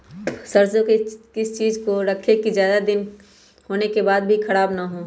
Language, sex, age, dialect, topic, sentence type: Magahi, male, 18-24, Western, agriculture, question